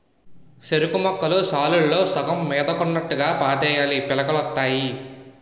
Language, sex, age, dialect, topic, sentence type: Telugu, male, 18-24, Utterandhra, agriculture, statement